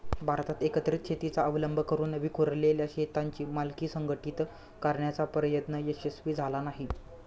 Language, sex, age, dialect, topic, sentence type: Marathi, male, 25-30, Standard Marathi, agriculture, statement